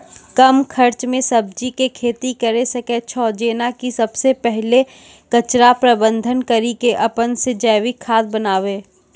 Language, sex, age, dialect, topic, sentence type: Maithili, female, 25-30, Angika, agriculture, question